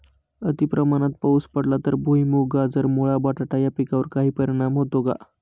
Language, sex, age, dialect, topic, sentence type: Marathi, male, 18-24, Northern Konkan, agriculture, question